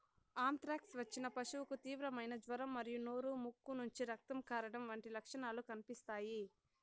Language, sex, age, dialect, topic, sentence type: Telugu, female, 60-100, Southern, agriculture, statement